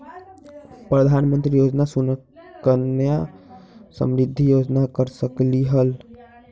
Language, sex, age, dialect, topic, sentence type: Magahi, male, 18-24, Western, banking, question